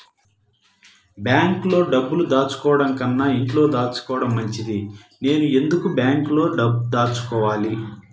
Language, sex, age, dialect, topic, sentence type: Telugu, male, 31-35, Central/Coastal, banking, question